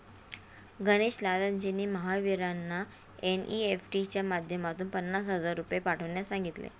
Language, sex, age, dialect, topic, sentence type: Marathi, female, 31-35, Standard Marathi, banking, statement